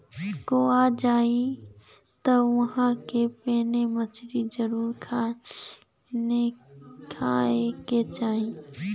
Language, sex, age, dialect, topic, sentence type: Bhojpuri, female, 18-24, Western, agriculture, statement